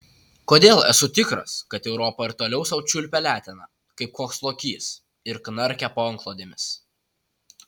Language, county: Lithuanian, Utena